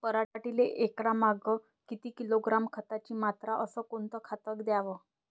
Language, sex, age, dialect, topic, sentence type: Marathi, female, 25-30, Varhadi, agriculture, question